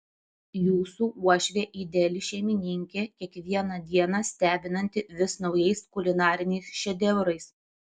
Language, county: Lithuanian, Vilnius